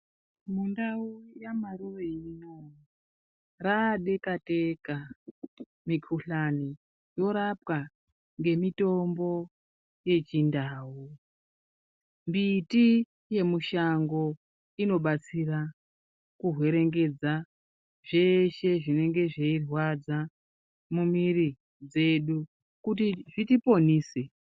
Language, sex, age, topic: Ndau, female, 36-49, health